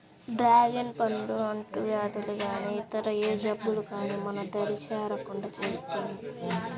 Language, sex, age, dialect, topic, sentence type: Telugu, male, 25-30, Central/Coastal, agriculture, statement